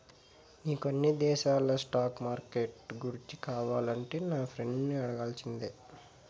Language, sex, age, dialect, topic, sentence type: Telugu, male, 18-24, Southern, banking, statement